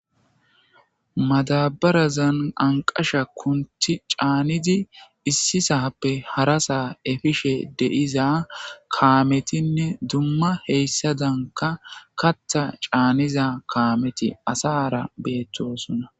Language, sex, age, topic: Gamo, male, 25-35, government